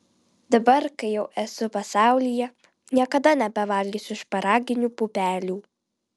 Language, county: Lithuanian, Vilnius